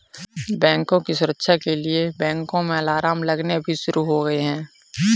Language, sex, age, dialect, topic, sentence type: Hindi, male, 18-24, Kanauji Braj Bhasha, banking, statement